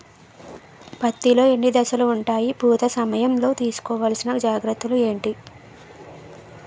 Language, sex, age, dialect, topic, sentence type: Telugu, female, 18-24, Utterandhra, agriculture, question